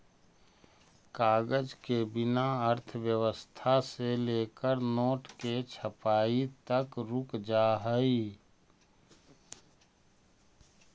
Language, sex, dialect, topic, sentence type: Magahi, male, Central/Standard, banking, statement